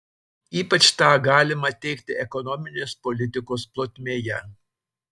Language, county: Lithuanian, Telšiai